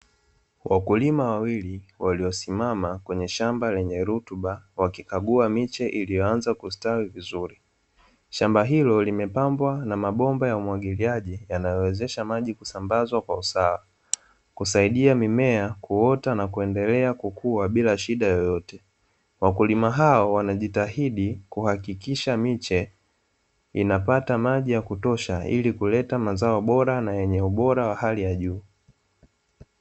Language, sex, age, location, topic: Swahili, male, 18-24, Dar es Salaam, agriculture